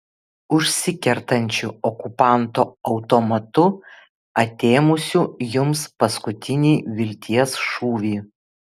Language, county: Lithuanian, Vilnius